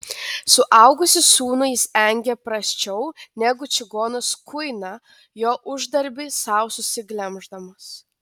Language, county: Lithuanian, Telšiai